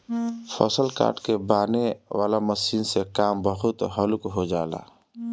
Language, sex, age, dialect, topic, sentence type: Bhojpuri, male, 36-40, Northern, agriculture, statement